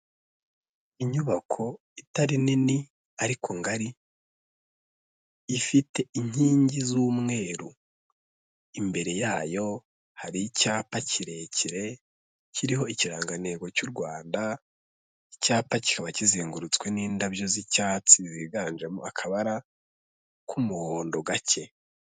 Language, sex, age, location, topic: Kinyarwanda, male, 18-24, Kigali, health